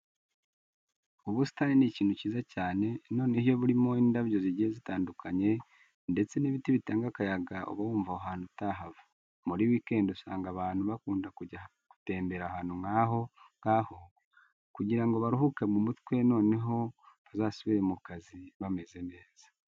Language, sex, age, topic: Kinyarwanda, male, 25-35, education